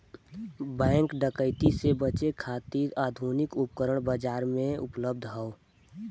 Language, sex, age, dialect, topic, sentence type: Bhojpuri, female, 18-24, Western, banking, statement